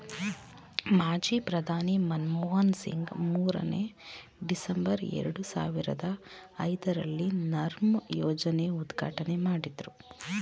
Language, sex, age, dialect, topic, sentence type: Kannada, female, 18-24, Mysore Kannada, banking, statement